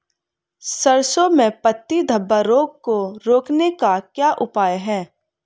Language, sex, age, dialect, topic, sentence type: Hindi, female, 18-24, Hindustani Malvi Khadi Boli, agriculture, question